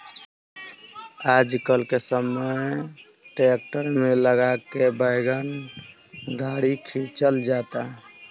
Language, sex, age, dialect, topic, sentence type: Bhojpuri, male, 18-24, Northern, agriculture, statement